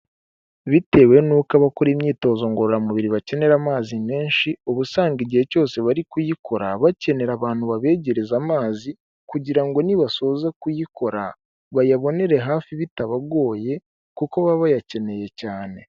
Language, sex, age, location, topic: Kinyarwanda, male, 18-24, Kigali, health